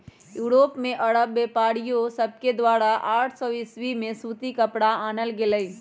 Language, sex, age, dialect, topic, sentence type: Magahi, female, 25-30, Western, agriculture, statement